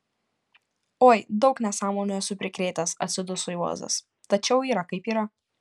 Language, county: Lithuanian, Panevėžys